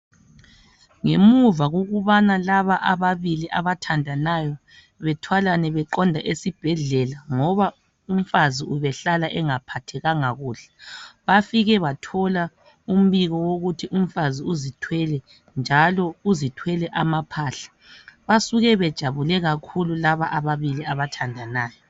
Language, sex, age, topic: North Ndebele, female, 25-35, health